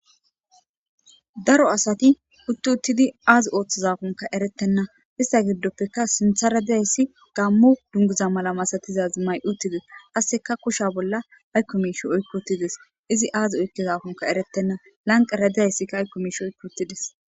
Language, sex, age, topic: Gamo, female, 25-35, government